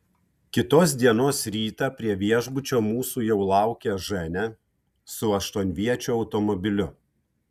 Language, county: Lithuanian, Kaunas